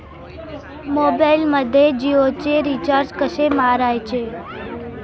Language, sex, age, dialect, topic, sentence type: Marathi, female, 18-24, Standard Marathi, banking, question